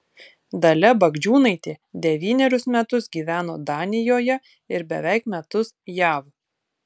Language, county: Lithuanian, Tauragė